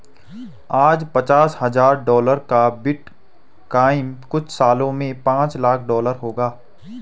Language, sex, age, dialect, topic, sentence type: Hindi, male, 18-24, Garhwali, banking, statement